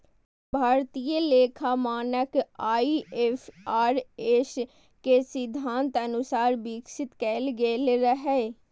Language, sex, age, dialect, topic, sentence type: Maithili, female, 36-40, Eastern / Thethi, banking, statement